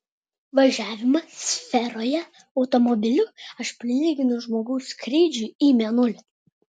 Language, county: Lithuanian, Vilnius